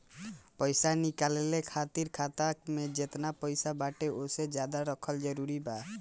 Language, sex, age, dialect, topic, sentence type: Bhojpuri, male, 18-24, Southern / Standard, banking, question